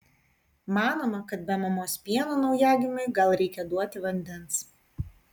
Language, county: Lithuanian, Kaunas